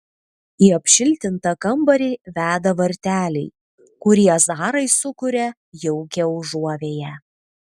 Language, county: Lithuanian, Vilnius